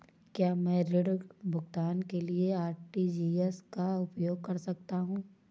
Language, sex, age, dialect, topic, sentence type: Hindi, female, 18-24, Awadhi Bundeli, banking, question